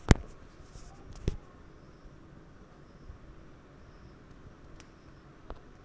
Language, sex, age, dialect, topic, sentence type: Bengali, female, 18-24, Rajbangshi, banking, question